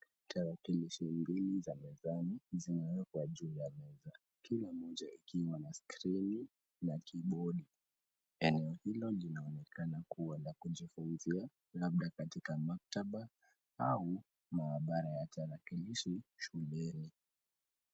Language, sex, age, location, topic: Swahili, male, 18-24, Kisumu, education